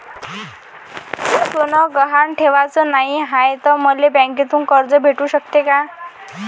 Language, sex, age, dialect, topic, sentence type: Marathi, female, 18-24, Varhadi, banking, question